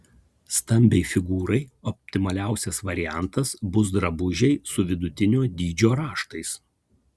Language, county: Lithuanian, Kaunas